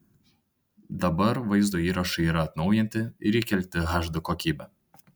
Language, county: Lithuanian, Tauragė